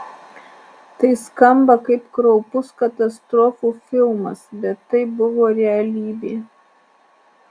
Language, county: Lithuanian, Alytus